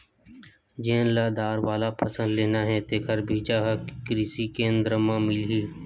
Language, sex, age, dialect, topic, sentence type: Chhattisgarhi, male, 25-30, Western/Budati/Khatahi, agriculture, statement